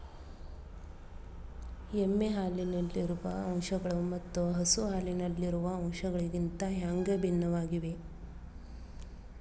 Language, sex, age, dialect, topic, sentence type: Kannada, female, 36-40, Dharwad Kannada, agriculture, question